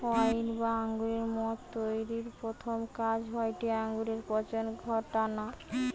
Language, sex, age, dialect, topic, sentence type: Bengali, female, 18-24, Western, agriculture, statement